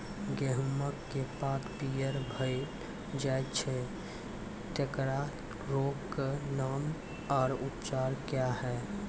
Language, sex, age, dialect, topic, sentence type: Maithili, female, 18-24, Angika, agriculture, question